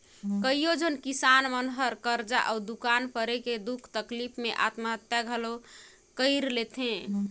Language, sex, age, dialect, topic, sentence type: Chhattisgarhi, female, 18-24, Northern/Bhandar, banking, statement